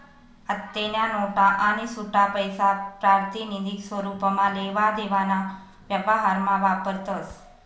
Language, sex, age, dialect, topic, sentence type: Marathi, female, 18-24, Northern Konkan, banking, statement